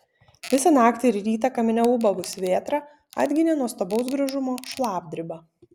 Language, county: Lithuanian, Vilnius